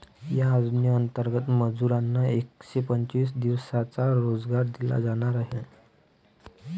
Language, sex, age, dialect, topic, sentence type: Marathi, male, 18-24, Varhadi, banking, statement